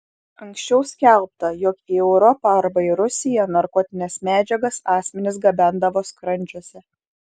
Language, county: Lithuanian, Šiauliai